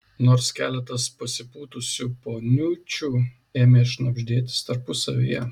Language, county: Lithuanian, Šiauliai